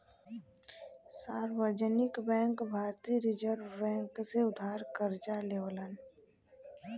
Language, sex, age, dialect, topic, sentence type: Bhojpuri, female, 25-30, Western, banking, statement